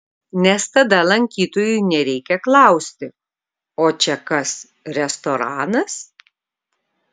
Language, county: Lithuanian, Kaunas